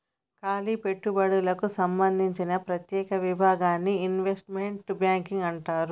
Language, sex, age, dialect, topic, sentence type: Telugu, female, 31-35, Telangana, banking, statement